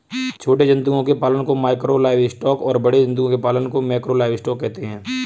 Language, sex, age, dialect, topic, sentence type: Hindi, male, 25-30, Kanauji Braj Bhasha, agriculture, statement